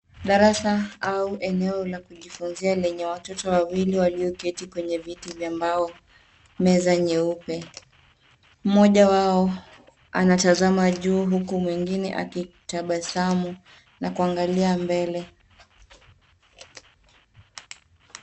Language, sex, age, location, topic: Swahili, female, 25-35, Nairobi, education